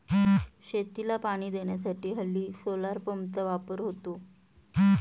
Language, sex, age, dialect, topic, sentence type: Marathi, female, 31-35, Standard Marathi, agriculture, statement